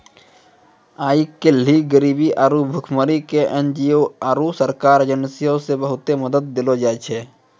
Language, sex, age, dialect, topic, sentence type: Maithili, male, 18-24, Angika, banking, statement